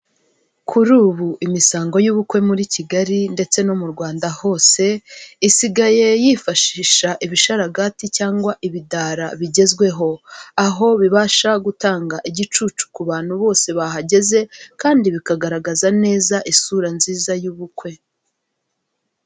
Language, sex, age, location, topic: Kinyarwanda, female, 25-35, Kigali, government